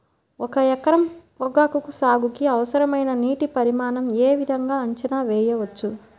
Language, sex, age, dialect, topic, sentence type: Telugu, female, 31-35, Central/Coastal, agriculture, question